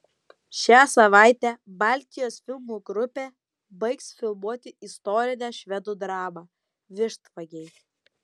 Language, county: Lithuanian, Utena